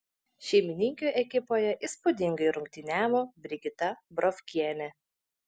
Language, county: Lithuanian, Šiauliai